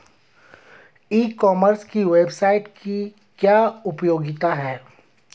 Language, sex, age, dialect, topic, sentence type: Hindi, male, 31-35, Hindustani Malvi Khadi Boli, agriculture, question